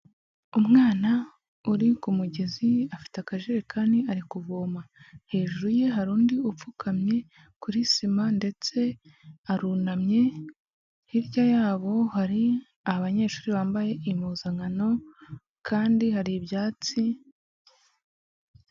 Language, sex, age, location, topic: Kinyarwanda, female, 36-49, Huye, health